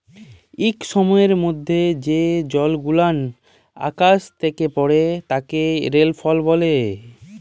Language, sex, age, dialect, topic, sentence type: Bengali, male, 18-24, Jharkhandi, agriculture, statement